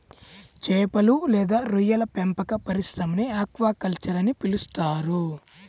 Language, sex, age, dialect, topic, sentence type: Telugu, male, 18-24, Central/Coastal, agriculture, statement